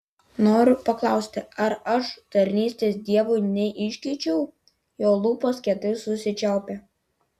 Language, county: Lithuanian, Vilnius